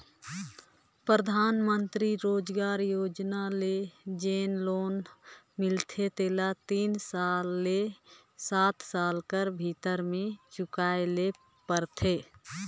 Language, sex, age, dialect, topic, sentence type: Chhattisgarhi, female, 25-30, Northern/Bhandar, banking, statement